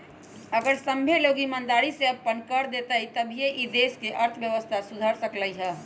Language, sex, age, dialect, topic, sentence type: Magahi, male, 25-30, Western, banking, statement